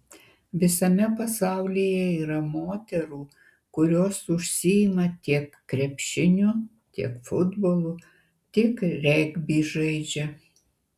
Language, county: Lithuanian, Kaunas